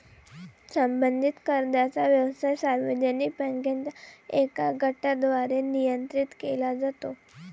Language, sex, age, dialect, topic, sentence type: Marathi, female, 18-24, Varhadi, banking, statement